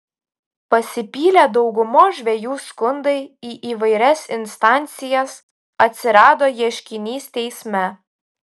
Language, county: Lithuanian, Utena